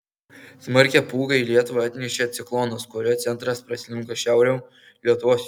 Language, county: Lithuanian, Kaunas